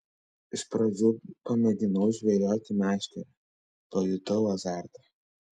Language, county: Lithuanian, Vilnius